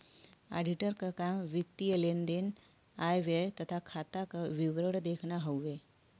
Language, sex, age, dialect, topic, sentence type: Bhojpuri, female, 36-40, Western, banking, statement